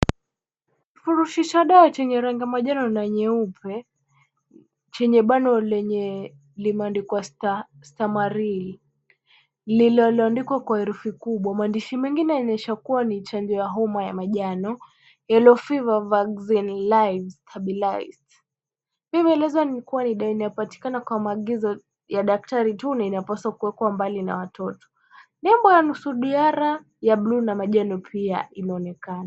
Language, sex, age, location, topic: Swahili, female, 18-24, Kisumu, health